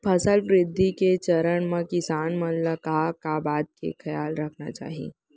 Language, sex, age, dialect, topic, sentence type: Chhattisgarhi, female, 18-24, Central, agriculture, question